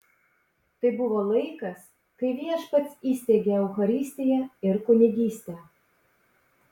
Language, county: Lithuanian, Panevėžys